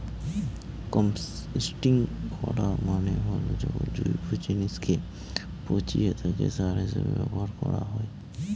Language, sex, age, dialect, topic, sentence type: Bengali, male, 18-24, Northern/Varendri, agriculture, statement